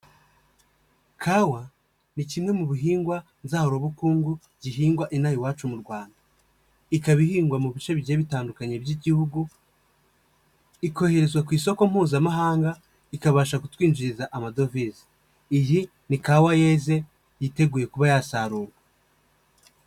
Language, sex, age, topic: Kinyarwanda, male, 25-35, agriculture